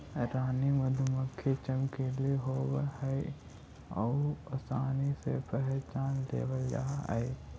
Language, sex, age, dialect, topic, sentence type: Magahi, male, 31-35, Central/Standard, agriculture, statement